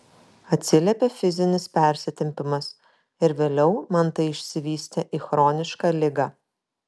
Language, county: Lithuanian, Kaunas